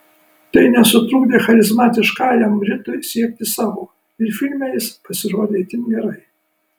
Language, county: Lithuanian, Kaunas